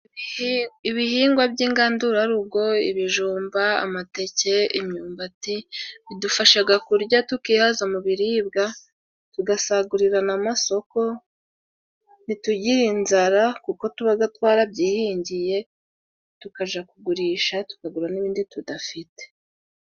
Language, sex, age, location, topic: Kinyarwanda, female, 25-35, Musanze, agriculture